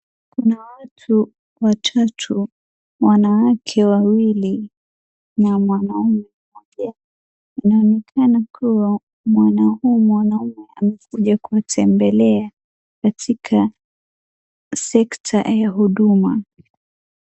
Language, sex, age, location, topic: Swahili, female, 18-24, Wajir, government